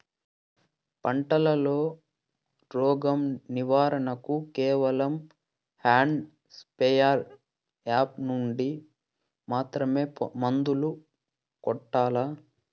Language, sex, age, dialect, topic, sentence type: Telugu, male, 41-45, Southern, agriculture, question